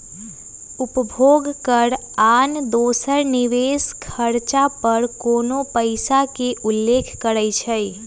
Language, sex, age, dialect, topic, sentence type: Magahi, female, 18-24, Western, banking, statement